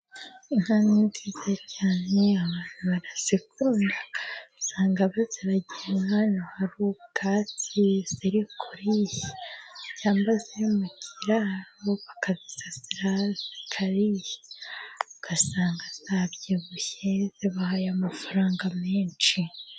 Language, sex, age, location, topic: Kinyarwanda, female, 25-35, Musanze, agriculture